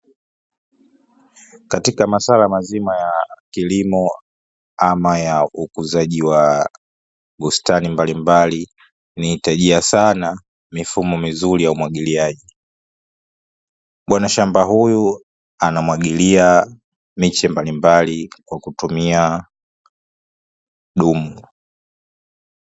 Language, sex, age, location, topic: Swahili, male, 25-35, Dar es Salaam, agriculture